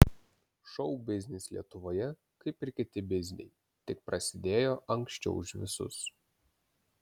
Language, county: Lithuanian, Vilnius